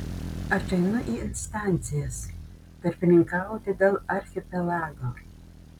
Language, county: Lithuanian, Panevėžys